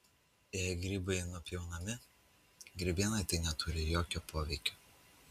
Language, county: Lithuanian, Utena